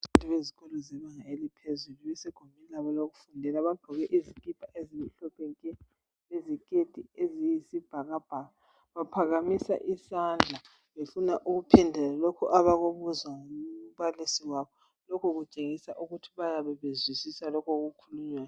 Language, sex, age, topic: North Ndebele, female, 25-35, education